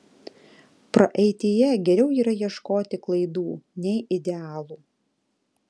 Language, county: Lithuanian, Alytus